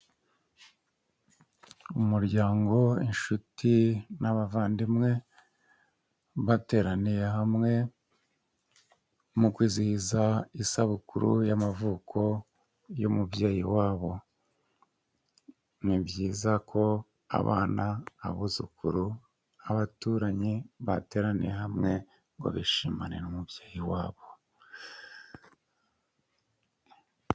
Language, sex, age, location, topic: Kinyarwanda, male, 50+, Kigali, health